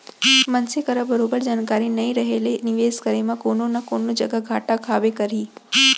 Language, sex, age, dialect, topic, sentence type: Chhattisgarhi, female, 25-30, Central, banking, statement